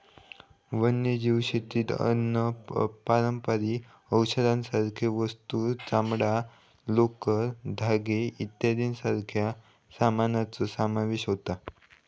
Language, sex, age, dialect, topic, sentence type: Marathi, male, 18-24, Southern Konkan, agriculture, statement